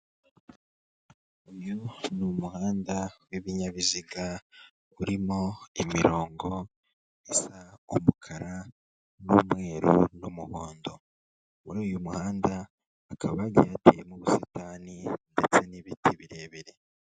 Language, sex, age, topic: Kinyarwanda, male, 25-35, government